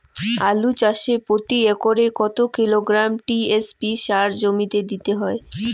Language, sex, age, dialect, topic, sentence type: Bengali, female, 18-24, Rajbangshi, agriculture, question